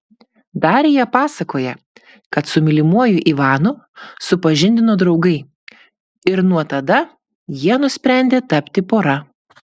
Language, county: Lithuanian, Klaipėda